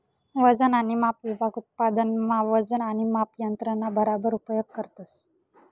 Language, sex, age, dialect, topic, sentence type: Marathi, female, 18-24, Northern Konkan, agriculture, statement